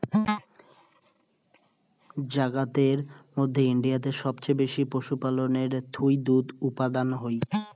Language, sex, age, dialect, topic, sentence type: Bengali, male, 18-24, Rajbangshi, agriculture, statement